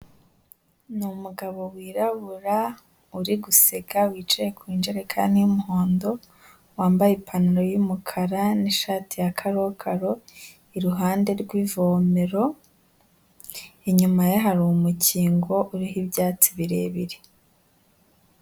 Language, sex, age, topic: Kinyarwanda, female, 18-24, health